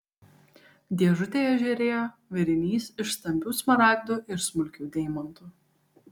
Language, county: Lithuanian, Kaunas